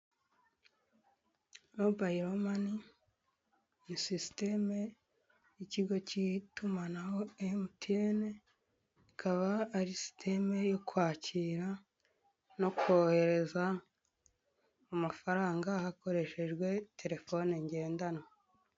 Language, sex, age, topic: Kinyarwanda, female, 25-35, finance